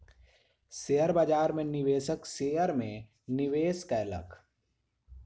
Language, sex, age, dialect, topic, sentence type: Maithili, male, 18-24, Southern/Standard, banking, statement